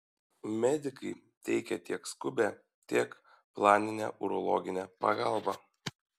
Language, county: Lithuanian, Šiauliai